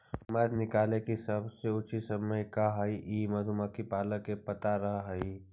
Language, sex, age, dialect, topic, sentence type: Magahi, male, 51-55, Central/Standard, agriculture, statement